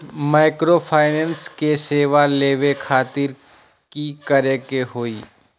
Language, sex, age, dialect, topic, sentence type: Magahi, male, 60-100, Western, banking, question